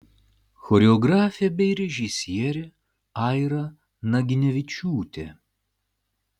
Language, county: Lithuanian, Klaipėda